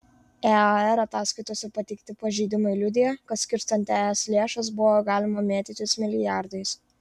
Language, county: Lithuanian, Vilnius